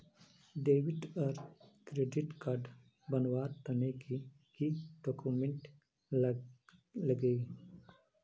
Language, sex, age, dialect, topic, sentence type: Magahi, male, 31-35, Northeastern/Surjapuri, banking, question